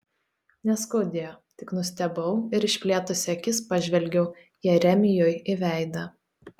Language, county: Lithuanian, Telšiai